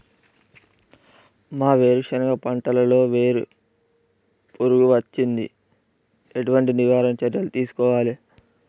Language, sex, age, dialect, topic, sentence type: Telugu, male, 18-24, Telangana, agriculture, question